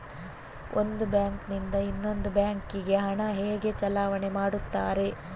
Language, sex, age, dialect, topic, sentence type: Kannada, female, 18-24, Coastal/Dakshin, banking, question